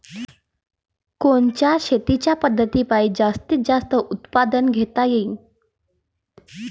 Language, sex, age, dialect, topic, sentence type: Marathi, female, 31-35, Varhadi, agriculture, question